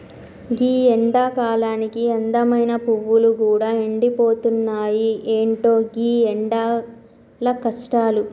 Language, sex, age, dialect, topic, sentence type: Telugu, female, 31-35, Telangana, agriculture, statement